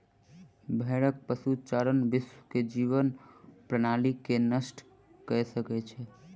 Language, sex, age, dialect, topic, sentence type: Maithili, male, 18-24, Southern/Standard, agriculture, statement